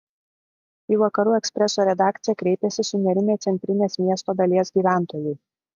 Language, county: Lithuanian, Klaipėda